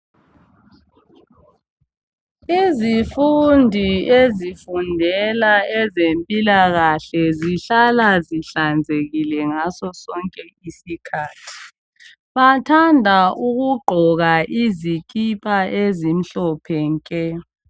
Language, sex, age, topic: North Ndebele, female, 25-35, health